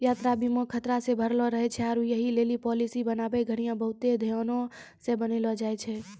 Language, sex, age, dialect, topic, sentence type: Maithili, female, 18-24, Angika, banking, statement